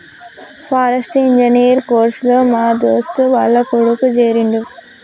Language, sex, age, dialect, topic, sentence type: Telugu, male, 18-24, Telangana, agriculture, statement